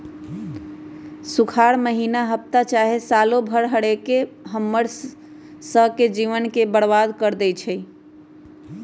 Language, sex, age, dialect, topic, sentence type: Magahi, female, 31-35, Western, agriculture, statement